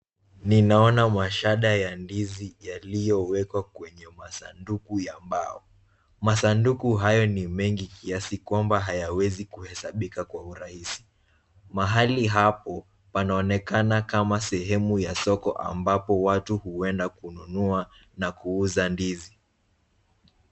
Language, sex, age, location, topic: Swahili, male, 18-24, Nairobi, finance